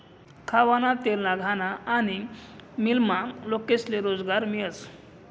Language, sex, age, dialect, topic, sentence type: Marathi, male, 25-30, Northern Konkan, agriculture, statement